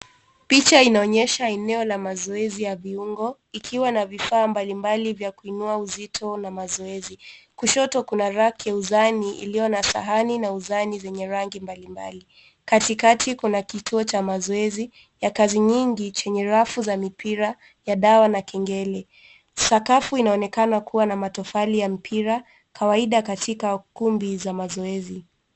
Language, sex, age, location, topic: Swahili, male, 18-24, Nairobi, health